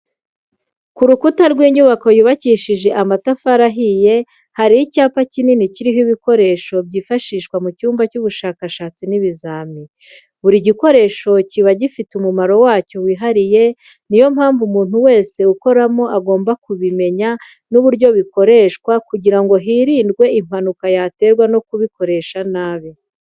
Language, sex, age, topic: Kinyarwanda, female, 25-35, education